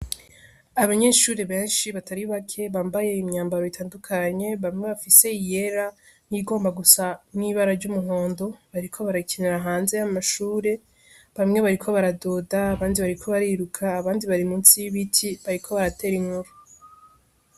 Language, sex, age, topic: Rundi, female, 18-24, education